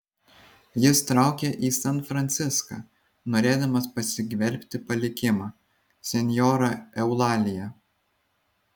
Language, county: Lithuanian, Vilnius